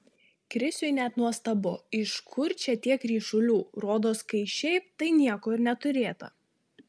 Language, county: Lithuanian, Marijampolė